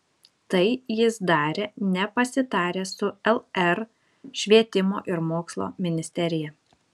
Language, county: Lithuanian, Šiauliai